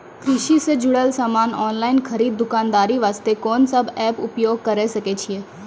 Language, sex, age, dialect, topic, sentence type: Maithili, female, 25-30, Angika, agriculture, question